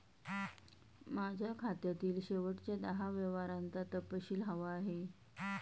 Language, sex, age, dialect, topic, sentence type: Marathi, female, 31-35, Standard Marathi, banking, statement